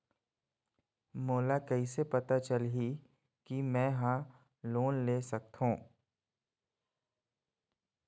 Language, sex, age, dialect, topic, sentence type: Chhattisgarhi, male, 60-100, Eastern, banking, statement